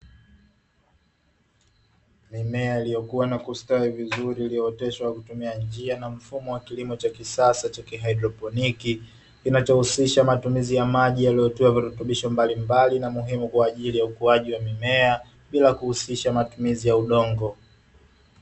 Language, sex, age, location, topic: Swahili, male, 25-35, Dar es Salaam, agriculture